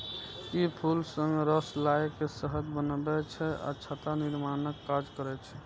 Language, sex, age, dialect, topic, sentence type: Maithili, male, 25-30, Eastern / Thethi, agriculture, statement